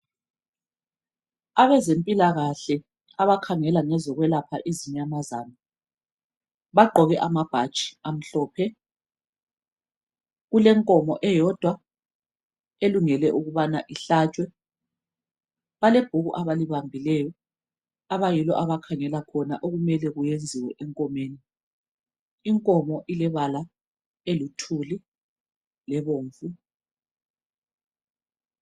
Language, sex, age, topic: North Ndebele, female, 36-49, education